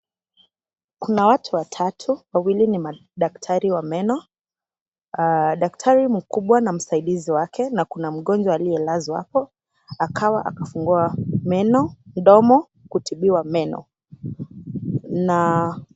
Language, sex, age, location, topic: Swahili, female, 18-24, Kisii, health